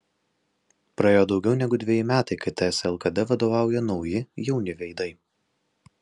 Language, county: Lithuanian, Alytus